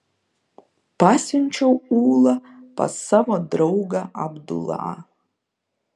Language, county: Lithuanian, Šiauliai